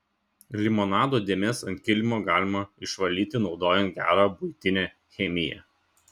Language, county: Lithuanian, Šiauliai